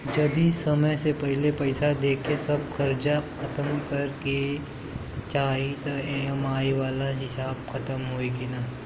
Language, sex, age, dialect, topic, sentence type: Bhojpuri, male, 18-24, Southern / Standard, banking, question